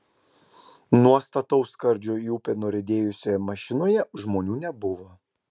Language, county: Lithuanian, Klaipėda